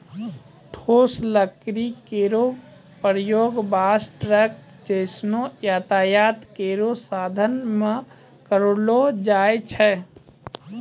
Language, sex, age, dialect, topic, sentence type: Maithili, male, 25-30, Angika, agriculture, statement